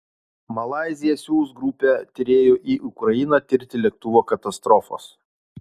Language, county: Lithuanian, Utena